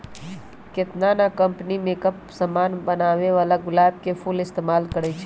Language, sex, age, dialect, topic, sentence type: Magahi, male, 18-24, Western, agriculture, statement